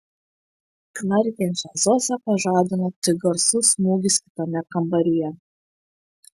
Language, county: Lithuanian, Šiauliai